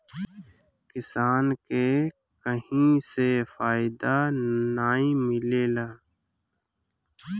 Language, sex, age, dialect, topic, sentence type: Bhojpuri, male, 25-30, Northern, agriculture, statement